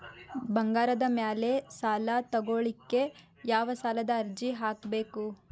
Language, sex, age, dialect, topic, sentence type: Kannada, female, 18-24, Dharwad Kannada, banking, question